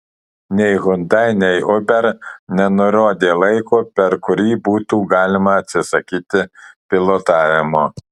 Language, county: Lithuanian, Kaunas